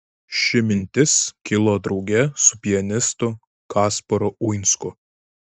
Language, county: Lithuanian, Vilnius